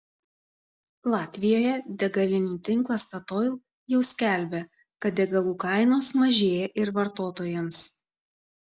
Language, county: Lithuanian, Tauragė